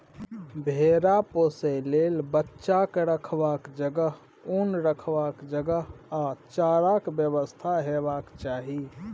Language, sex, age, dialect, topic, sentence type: Maithili, male, 31-35, Bajjika, agriculture, statement